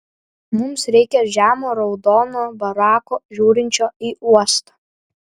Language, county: Lithuanian, Vilnius